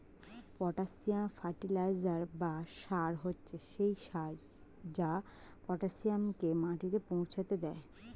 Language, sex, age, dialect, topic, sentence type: Bengali, female, 25-30, Standard Colloquial, agriculture, statement